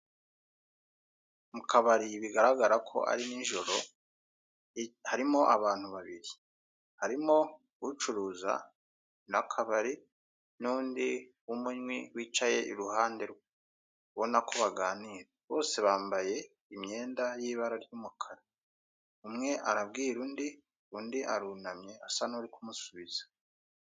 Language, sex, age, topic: Kinyarwanda, male, 36-49, finance